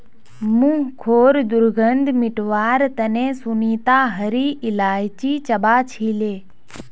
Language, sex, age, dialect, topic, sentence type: Magahi, female, 18-24, Northeastern/Surjapuri, agriculture, statement